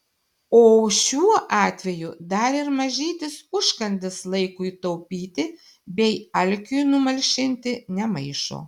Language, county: Lithuanian, Šiauliai